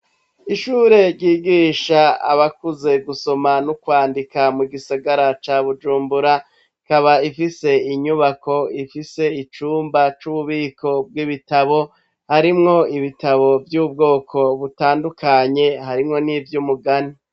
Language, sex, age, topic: Rundi, male, 36-49, education